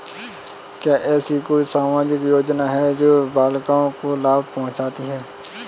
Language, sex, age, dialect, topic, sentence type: Hindi, male, 18-24, Kanauji Braj Bhasha, banking, statement